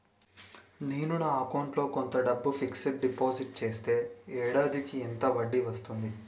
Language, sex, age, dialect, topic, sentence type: Telugu, male, 18-24, Utterandhra, banking, question